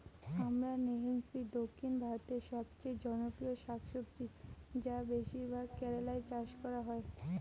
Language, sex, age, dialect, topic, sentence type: Bengali, female, 18-24, Rajbangshi, agriculture, question